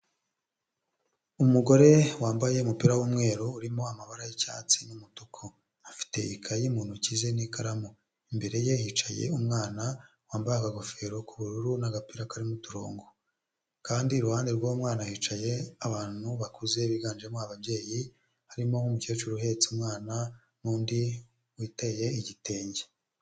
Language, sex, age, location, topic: Kinyarwanda, male, 25-35, Huye, health